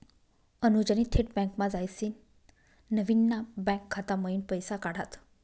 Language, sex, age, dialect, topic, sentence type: Marathi, female, 46-50, Northern Konkan, banking, statement